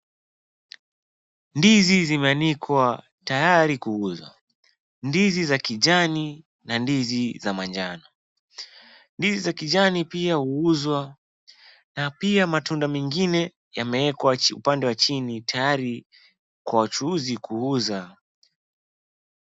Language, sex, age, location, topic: Swahili, male, 18-24, Wajir, agriculture